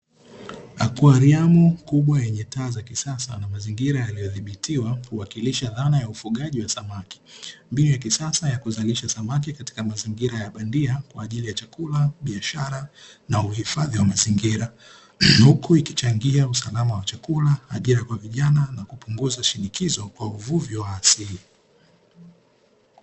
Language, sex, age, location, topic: Swahili, male, 18-24, Dar es Salaam, agriculture